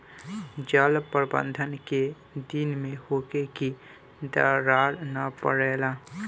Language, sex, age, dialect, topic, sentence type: Bhojpuri, male, <18, Southern / Standard, agriculture, question